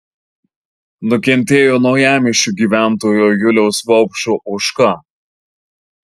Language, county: Lithuanian, Marijampolė